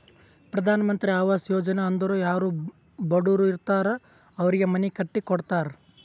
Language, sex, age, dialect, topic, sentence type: Kannada, male, 18-24, Northeastern, banking, statement